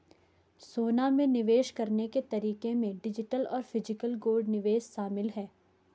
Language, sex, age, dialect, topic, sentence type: Hindi, female, 25-30, Garhwali, banking, statement